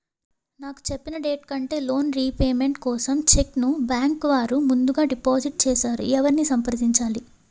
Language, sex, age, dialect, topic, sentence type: Telugu, female, 18-24, Utterandhra, banking, question